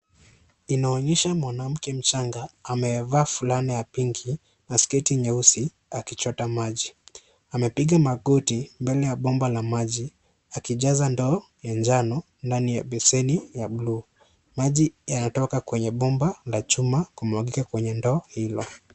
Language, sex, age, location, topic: Swahili, male, 25-35, Kisii, health